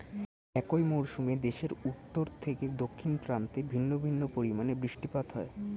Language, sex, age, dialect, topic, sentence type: Bengali, male, 18-24, Standard Colloquial, agriculture, statement